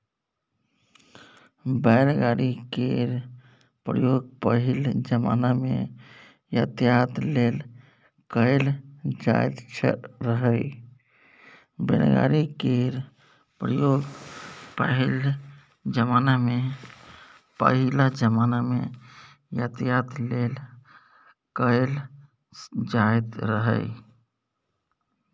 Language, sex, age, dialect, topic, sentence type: Maithili, male, 41-45, Bajjika, agriculture, statement